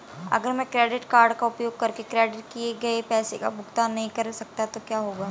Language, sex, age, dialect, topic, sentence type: Hindi, female, 18-24, Marwari Dhudhari, banking, question